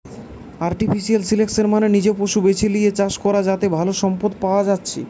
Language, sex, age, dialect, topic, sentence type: Bengali, male, 18-24, Western, agriculture, statement